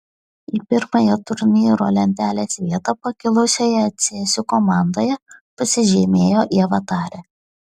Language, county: Lithuanian, Šiauliai